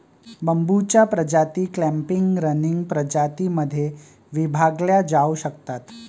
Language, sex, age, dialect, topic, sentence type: Marathi, male, 31-35, Varhadi, agriculture, statement